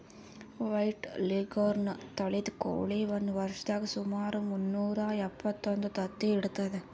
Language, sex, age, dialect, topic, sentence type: Kannada, female, 51-55, Northeastern, agriculture, statement